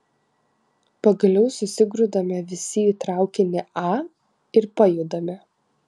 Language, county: Lithuanian, Kaunas